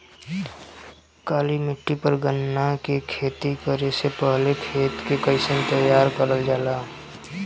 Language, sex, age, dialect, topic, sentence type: Bhojpuri, male, 18-24, Southern / Standard, agriculture, question